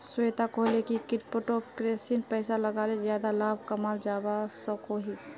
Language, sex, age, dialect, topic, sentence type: Magahi, female, 60-100, Northeastern/Surjapuri, banking, statement